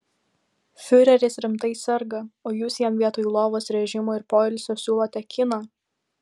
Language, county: Lithuanian, Vilnius